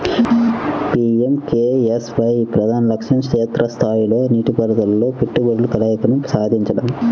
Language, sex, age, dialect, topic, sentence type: Telugu, male, 25-30, Central/Coastal, agriculture, statement